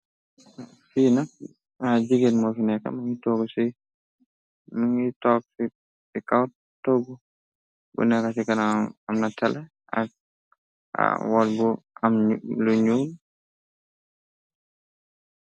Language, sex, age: Wolof, male, 25-35